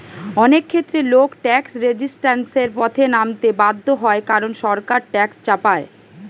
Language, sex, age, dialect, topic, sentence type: Bengali, female, 31-35, Western, banking, statement